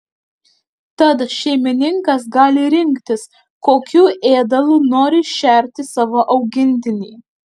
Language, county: Lithuanian, Alytus